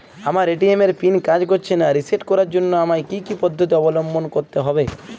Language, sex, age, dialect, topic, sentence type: Bengali, male, 25-30, Jharkhandi, banking, question